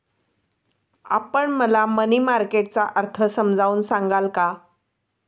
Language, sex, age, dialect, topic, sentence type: Marathi, female, 51-55, Standard Marathi, banking, statement